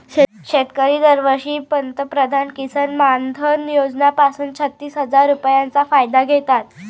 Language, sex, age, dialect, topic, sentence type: Marathi, female, 25-30, Varhadi, agriculture, statement